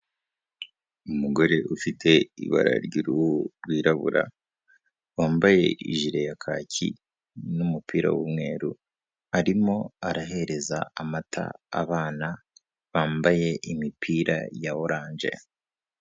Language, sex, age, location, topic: Kinyarwanda, male, 18-24, Kigali, health